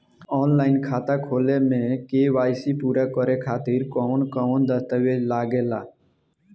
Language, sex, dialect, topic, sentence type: Bhojpuri, male, Southern / Standard, banking, question